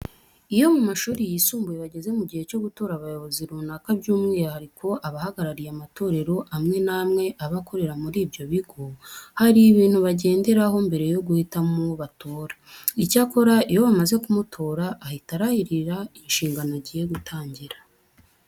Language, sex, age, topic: Kinyarwanda, female, 18-24, education